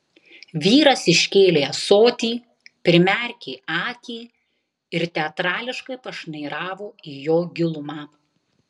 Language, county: Lithuanian, Tauragė